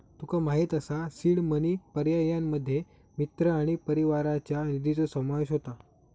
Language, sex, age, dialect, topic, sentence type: Marathi, male, 25-30, Southern Konkan, banking, statement